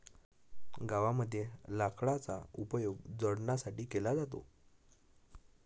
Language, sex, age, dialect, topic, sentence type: Marathi, male, 18-24, Northern Konkan, agriculture, statement